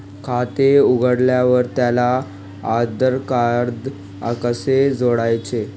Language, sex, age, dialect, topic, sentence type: Marathi, male, 25-30, Northern Konkan, banking, question